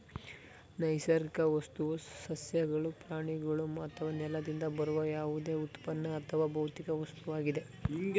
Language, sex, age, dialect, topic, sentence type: Kannada, male, 18-24, Mysore Kannada, agriculture, statement